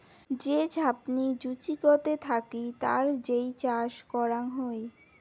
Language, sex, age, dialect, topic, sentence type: Bengali, female, 18-24, Rajbangshi, agriculture, statement